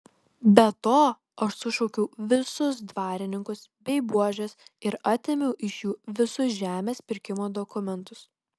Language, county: Lithuanian, Kaunas